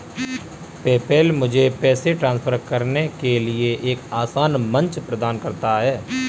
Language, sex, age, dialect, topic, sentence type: Hindi, male, 25-30, Kanauji Braj Bhasha, banking, statement